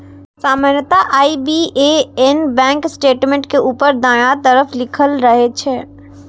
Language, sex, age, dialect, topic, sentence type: Maithili, female, 18-24, Eastern / Thethi, banking, statement